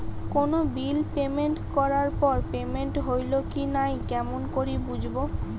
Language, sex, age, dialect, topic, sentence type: Bengali, female, 31-35, Rajbangshi, banking, question